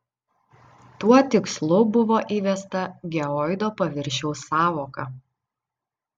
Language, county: Lithuanian, Vilnius